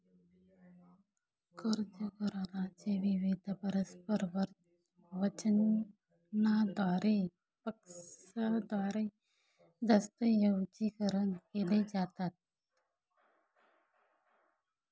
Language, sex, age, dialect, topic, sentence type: Marathi, male, 41-45, Northern Konkan, banking, statement